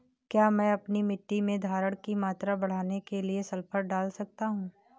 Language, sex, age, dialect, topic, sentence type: Hindi, female, 18-24, Awadhi Bundeli, agriculture, question